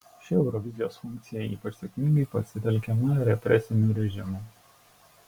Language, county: Lithuanian, Šiauliai